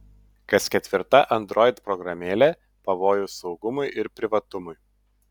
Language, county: Lithuanian, Utena